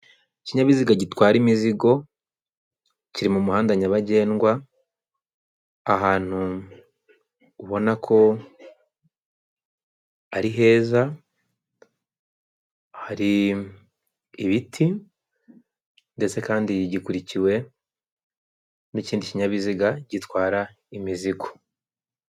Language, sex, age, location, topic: Kinyarwanda, male, 25-35, Kigali, government